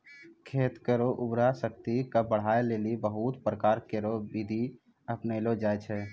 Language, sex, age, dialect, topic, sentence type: Maithili, male, 18-24, Angika, agriculture, statement